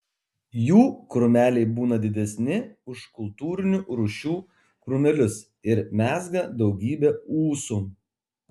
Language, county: Lithuanian, Kaunas